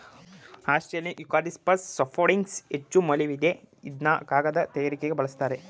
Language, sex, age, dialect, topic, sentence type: Kannada, male, 18-24, Mysore Kannada, agriculture, statement